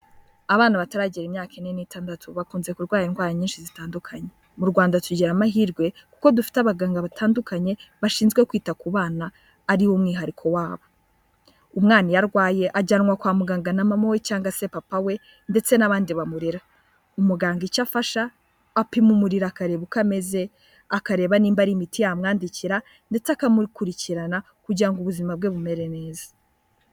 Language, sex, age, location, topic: Kinyarwanda, female, 18-24, Kigali, health